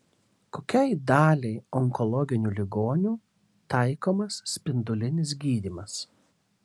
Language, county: Lithuanian, Kaunas